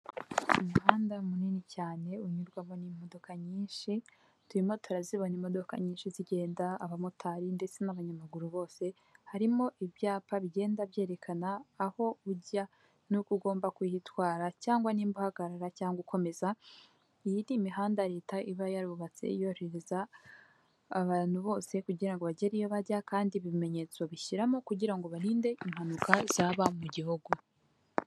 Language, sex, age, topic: Kinyarwanda, female, 18-24, government